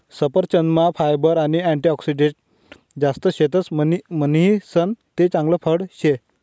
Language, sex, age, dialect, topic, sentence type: Marathi, male, 25-30, Northern Konkan, agriculture, statement